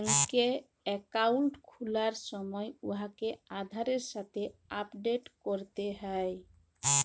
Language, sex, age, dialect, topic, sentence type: Bengali, female, 18-24, Jharkhandi, banking, statement